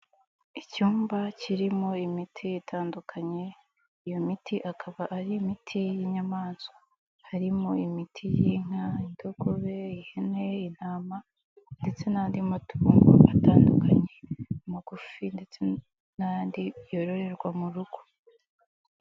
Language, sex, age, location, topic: Kinyarwanda, female, 18-24, Nyagatare, agriculture